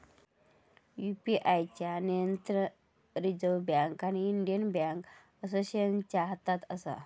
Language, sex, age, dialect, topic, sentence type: Marathi, female, 31-35, Southern Konkan, banking, statement